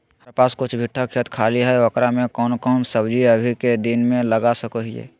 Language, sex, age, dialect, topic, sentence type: Magahi, male, 25-30, Southern, agriculture, question